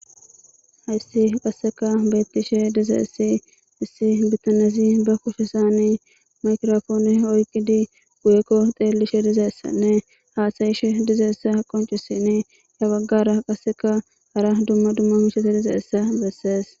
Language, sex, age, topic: Gamo, female, 18-24, government